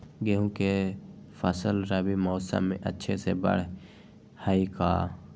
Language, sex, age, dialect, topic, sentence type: Magahi, male, 18-24, Western, agriculture, question